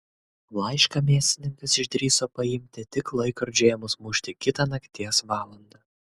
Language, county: Lithuanian, Kaunas